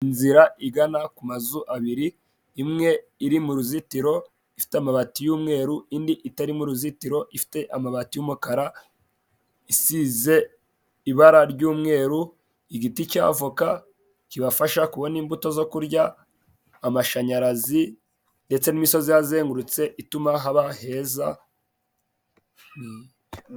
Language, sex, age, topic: Kinyarwanda, male, 18-24, government